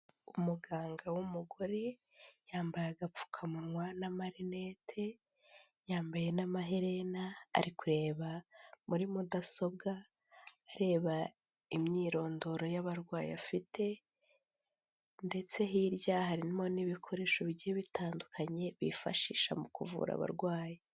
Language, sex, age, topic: Kinyarwanda, female, 18-24, health